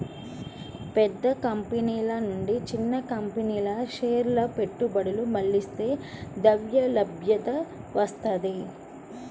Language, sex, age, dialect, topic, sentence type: Telugu, female, 31-35, Central/Coastal, banking, statement